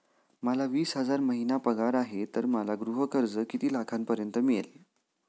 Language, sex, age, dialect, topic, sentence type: Marathi, male, 18-24, Standard Marathi, banking, question